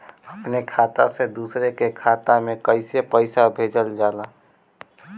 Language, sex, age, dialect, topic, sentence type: Bhojpuri, male, <18, Northern, banking, question